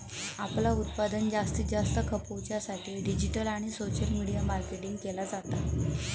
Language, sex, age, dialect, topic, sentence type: Marathi, female, 25-30, Southern Konkan, banking, statement